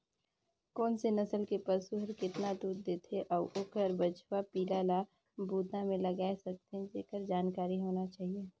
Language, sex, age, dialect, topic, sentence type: Chhattisgarhi, female, 18-24, Northern/Bhandar, agriculture, statement